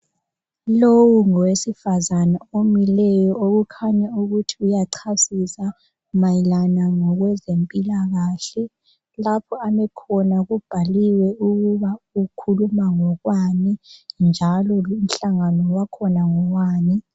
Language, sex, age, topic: North Ndebele, female, 18-24, health